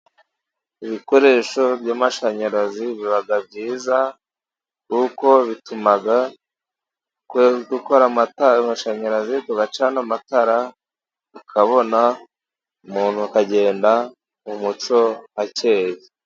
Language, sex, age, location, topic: Kinyarwanda, male, 36-49, Musanze, finance